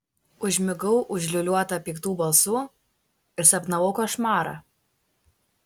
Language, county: Lithuanian, Kaunas